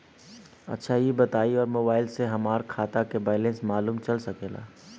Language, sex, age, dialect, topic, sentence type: Bhojpuri, male, 18-24, Southern / Standard, banking, question